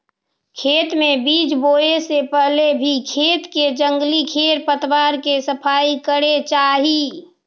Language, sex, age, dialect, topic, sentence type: Magahi, female, 60-100, Central/Standard, agriculture, statement